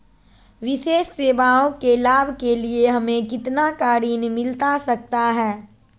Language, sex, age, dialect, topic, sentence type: Magahi, female, 41-45, Southern, banking, question